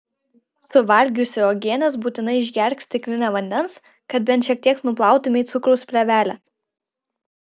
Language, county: Lithuanian, Vilnius